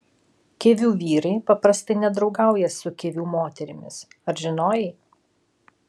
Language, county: Lithuanian, Alytus